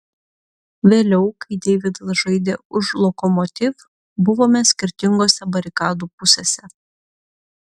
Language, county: Lithuanian, Utena